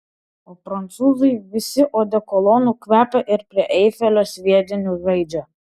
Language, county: Lithuanian, Vilnius